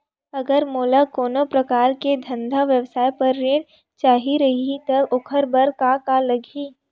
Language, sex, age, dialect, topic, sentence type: Chhattisgarhi, female, 18-24, Western/Budati/Khatahi, banking, question